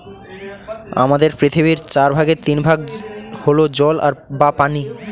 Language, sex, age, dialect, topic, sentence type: Bengali, male, 18-24, Northern/Varendri, agriculture, statement